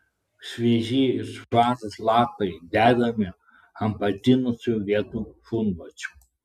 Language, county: Lithuanian, Klaipėda